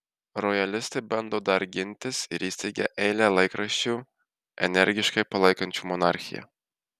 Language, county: Lithuanian, Marijampolė